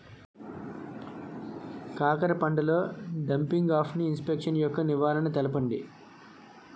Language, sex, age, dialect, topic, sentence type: Telugu, male, 25-30, Utterandhra, agriculture, question